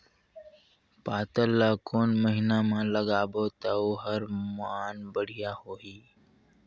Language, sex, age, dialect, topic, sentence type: Chhattisgarhi, male, 60-100, Northern/Bhandar, agriculture, question